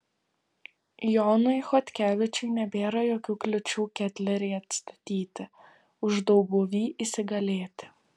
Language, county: Lithuanian, Vilnius